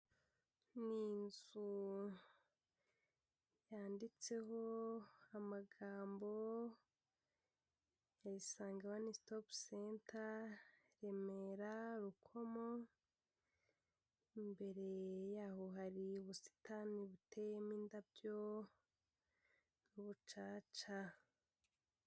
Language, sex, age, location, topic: Kinyarwanda, female, 18-24, Kigali, health